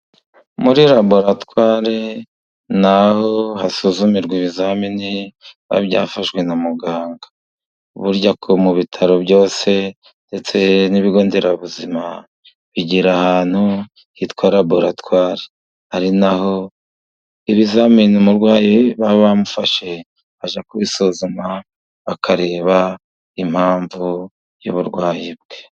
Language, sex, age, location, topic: Kinyarwanda, male, 50+, Musanze, education